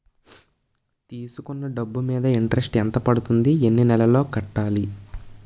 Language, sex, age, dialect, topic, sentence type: Telugu, male, 18-24, Utterandhra, banking, question